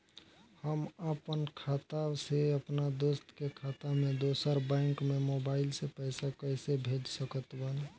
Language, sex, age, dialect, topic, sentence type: Bhojpuri, male, 18-24, Southern / Standard, banking, question